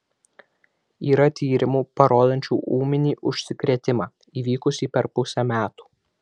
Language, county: Lithuanian, Vilnius